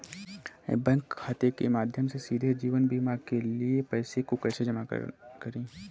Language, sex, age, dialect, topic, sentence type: Hindi, male, 18-24, Kanauji Braj Bhasha, banking, question